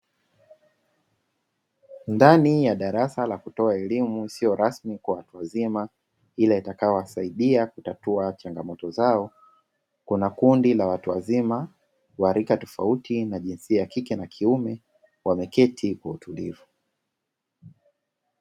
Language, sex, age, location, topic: Swahili, male, 25-35, Dar es Salaam, education